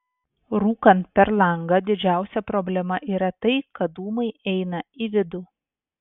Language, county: Lithuanian, Vilnius